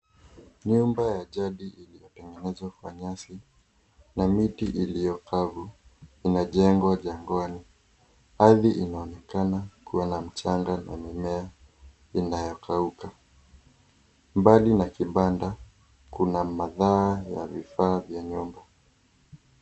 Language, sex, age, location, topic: Swahili, male, 18-24, Kisii, health